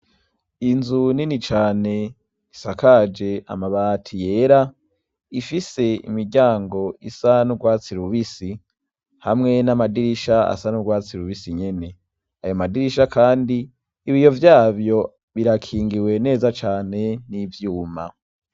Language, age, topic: Rundi, 18-24, education